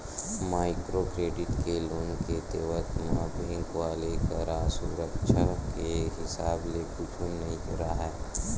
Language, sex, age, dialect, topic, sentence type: Chhattisgarhi, male, 18-24, Western/Budati/Khatahi, banking, statement